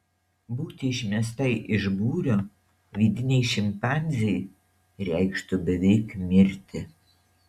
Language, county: Lithuanian, Šiauliai